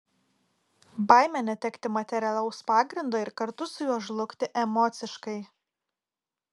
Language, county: Lithuanian, Kaunas